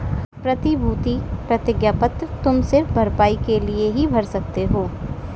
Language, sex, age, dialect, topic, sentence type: Hindi, female, 18-24, Kanauji Braj Bhasha, banking, statement